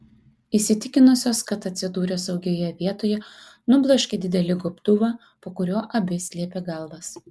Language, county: Lithuanian, Kaunas